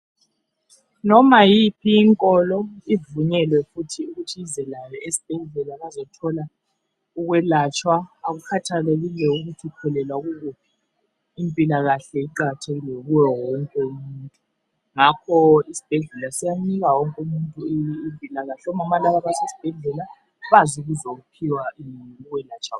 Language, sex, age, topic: North Ndebele, female, 36-49, health